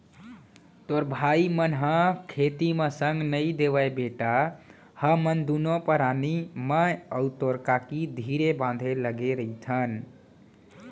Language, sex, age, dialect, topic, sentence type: Chhattisgarhi, male, 18-24, Central, agriculture, statement